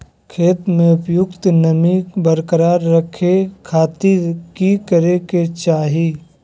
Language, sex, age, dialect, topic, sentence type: Magahi, male, 56-60, Southern, agriculture, question